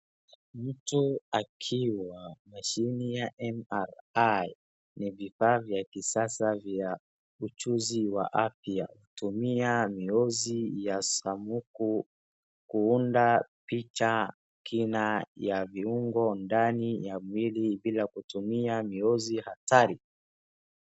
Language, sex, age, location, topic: Swahili, male, 36-49, Wajir, health